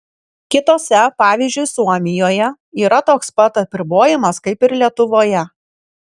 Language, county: Lithuanian, Kaunas